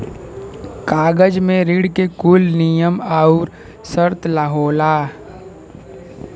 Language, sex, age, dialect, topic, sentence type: Bhojpuri, male, 18-24, Western, banking, statement